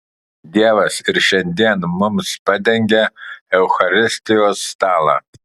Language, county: Lithuanian, Kaunas